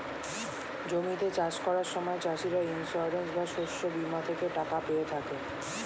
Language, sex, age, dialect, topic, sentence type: Bengali, male, 18-24, Standard Colloquial, banking, statement